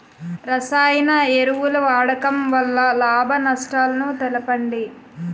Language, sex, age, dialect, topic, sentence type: Telugu, female, 25-30, Utterandhra, agriculture, question